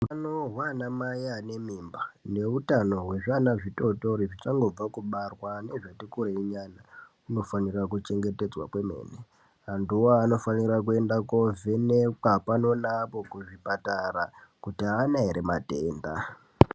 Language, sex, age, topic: Ndau, male, 18-24, health